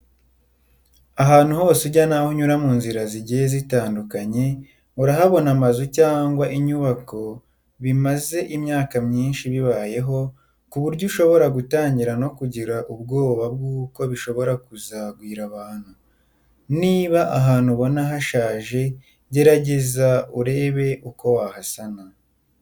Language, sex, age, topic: Kinyarwanda, female, 25-35, education